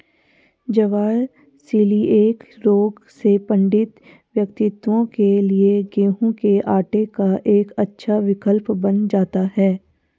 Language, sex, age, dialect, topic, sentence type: Hindi, female, 51-55, Garhwali, agriculture, statement